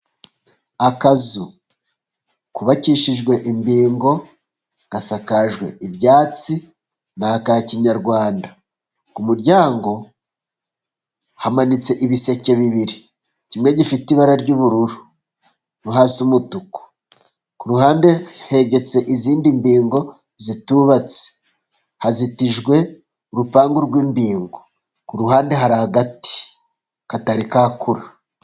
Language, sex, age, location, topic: Kinyarwanda, male, 36-49, Musanze, government